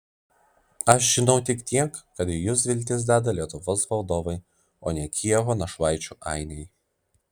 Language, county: Lithuanian, Vilnius